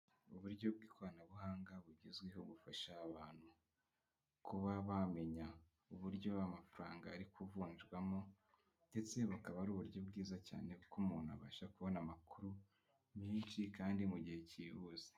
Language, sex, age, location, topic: Kinyarwanda, male, 18-24, Kigali, finance